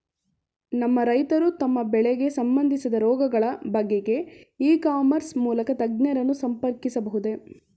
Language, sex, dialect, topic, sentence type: Kannada, female, Mysore Kannada, agriculture, question